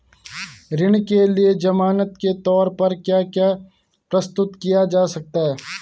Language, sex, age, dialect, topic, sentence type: Hindi, male, 18-24, Garhwali, banking, question